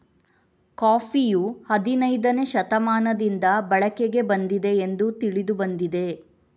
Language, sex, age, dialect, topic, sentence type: Kannada, female, 18-24, Coastal/Dakshin, agriculture, statement